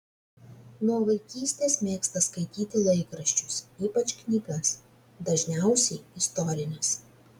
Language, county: Lithuanian, Vilnius